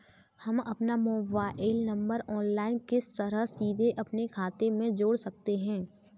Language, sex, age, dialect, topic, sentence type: Hindi, female, 18-24, Kanauji Braj Bhasha, banking, question